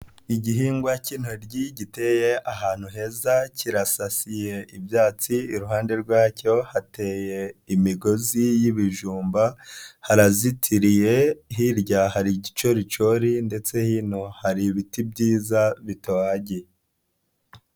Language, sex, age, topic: Kinyarwanda, male, 25-35, agriculture